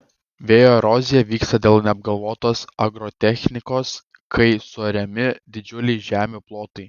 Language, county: Lithuanian, Kaunas